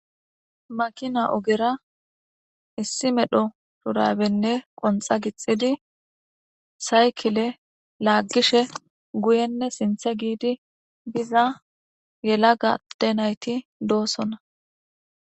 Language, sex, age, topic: Gamo, female, 18-24, government